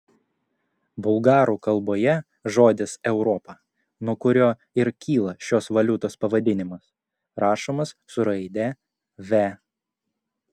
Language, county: Lithuanian, Klaipėda